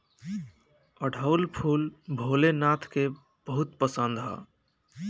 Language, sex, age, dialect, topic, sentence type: Bhojpuri, male, 18-24, Southern / Standard, agriculture, statement